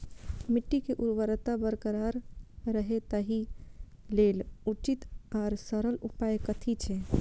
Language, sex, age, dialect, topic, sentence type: Maithili, female, 25-30, Eastern / Thethi, agriculture, question